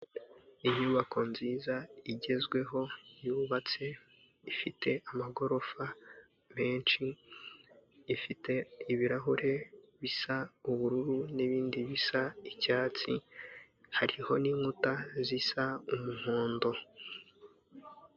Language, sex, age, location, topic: Kinyarwanda, male, 25-35, Kigali, government